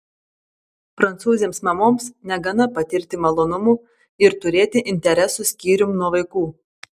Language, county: Lithuanian, Telšiai